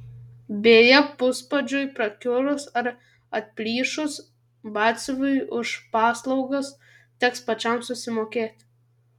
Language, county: Lithuanian, Kaunas